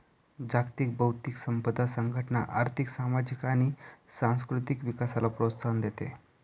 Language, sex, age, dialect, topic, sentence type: Marathi, male, 25-30, Northern Konkan, banking, statement